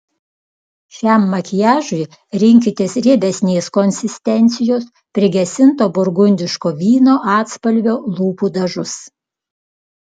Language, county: Lithuanian, Klaipėda